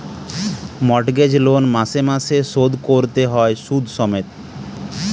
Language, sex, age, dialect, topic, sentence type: Bengali, male, 31-35, Western, banking, statement